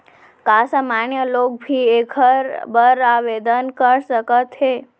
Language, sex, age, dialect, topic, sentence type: Chhattisgarhi, female, 18-24, Central, banking, question